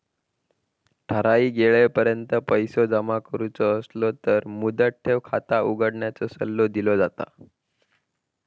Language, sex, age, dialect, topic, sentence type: Marathi, female, 41-45, Southern Konkan, banking, statement